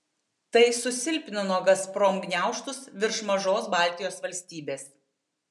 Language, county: Lithuanian, Tauragė